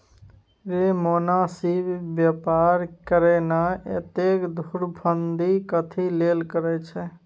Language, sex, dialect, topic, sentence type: Maithili, male, Bajjika, banking, statement